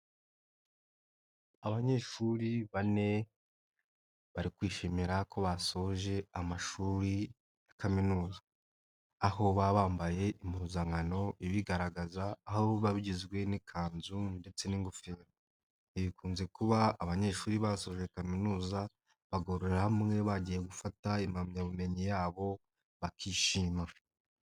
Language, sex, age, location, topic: Kinyarwanda, male, 25-35, Nyagatare, education